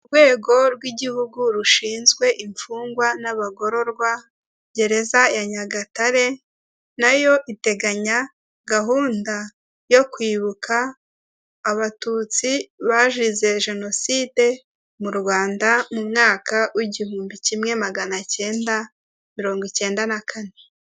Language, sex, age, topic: Kinyarwanda, female, 18-24, government